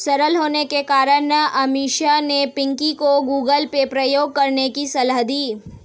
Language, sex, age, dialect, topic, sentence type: Hindi, female, 18-24, Hindustani Malvi Khadi Boli, banking, statement